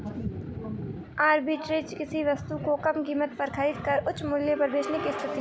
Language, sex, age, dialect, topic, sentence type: Hindi, female, 25-30, Marwari Dhudhari, banking, statement